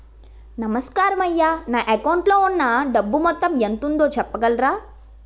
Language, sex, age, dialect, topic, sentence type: Telugu, female, 18-24, Utterandhra, banking, question